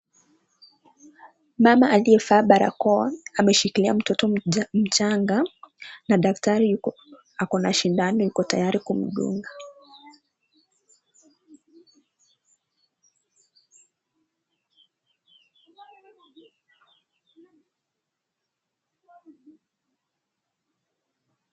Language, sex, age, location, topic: Swahili, female, 18-24, Nakuru, health